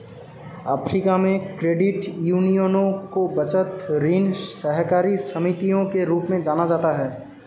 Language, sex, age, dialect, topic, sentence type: Hindi, male, 18-24, Hindustani Malvi Khadi Boli, banking, statement